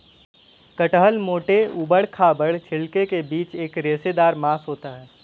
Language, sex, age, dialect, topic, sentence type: Hindi, male, 18-24, Kanauji Braj Bhasha, agriculture, statement